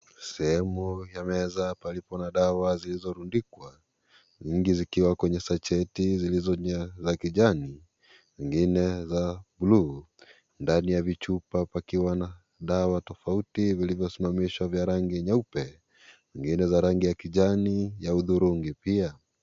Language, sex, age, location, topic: Swahili, male, 18-24, Kisii, health